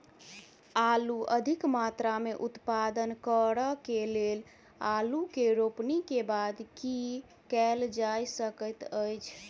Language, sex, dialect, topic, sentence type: Maithili, male, Southern/Standard, agriculture, question